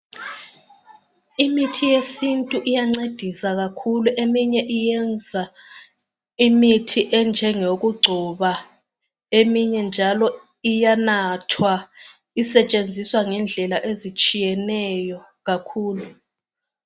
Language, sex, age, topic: North Ndebele, female, 25-35, health